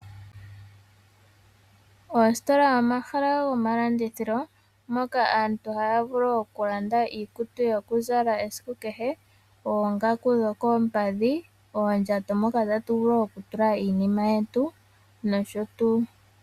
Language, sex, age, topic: Oshiwambo, female, 25-35, finance